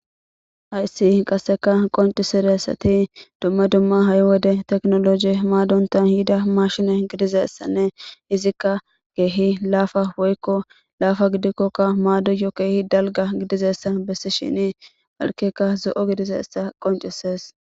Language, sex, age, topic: Gamo, female, 18-24, government